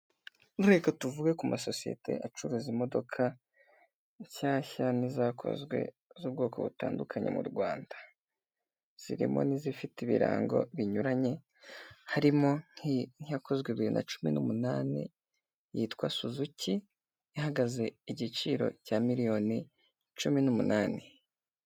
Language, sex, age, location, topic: Kinyarwanda, male, 18-24, Kigali, finance